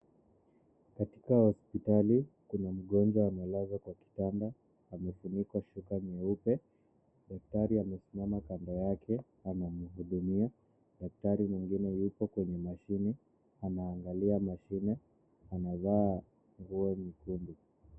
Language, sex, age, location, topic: Swahili, male, 25-35, Nakuru, health